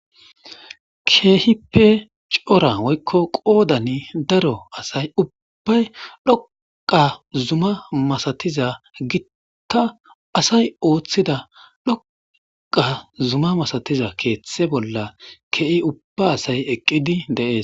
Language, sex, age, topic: Gamo, male, 18-24, government